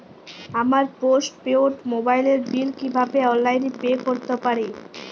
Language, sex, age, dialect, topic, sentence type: Bengali, female, 18-24, Jharkhandi, banking, question